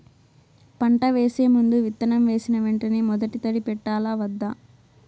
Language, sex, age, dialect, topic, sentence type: Telugu, female, 25-30, Southern, agriculture, question